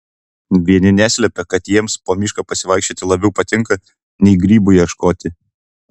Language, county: Lithuanian, Utena